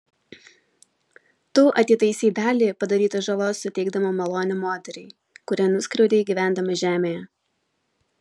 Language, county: Lithuanian, Vilnius